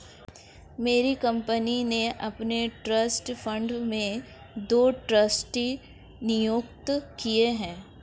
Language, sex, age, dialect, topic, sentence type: Hindi, female, 25-30, Marwari Dhudhari, banking, statement